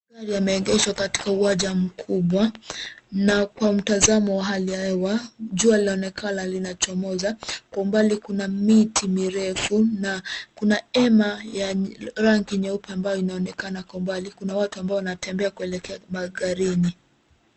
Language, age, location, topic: Swahili, 25-35, Nairobi, finance